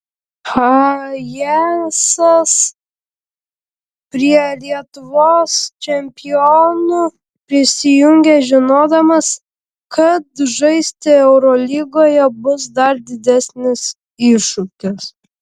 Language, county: Lithuanian, Vilnius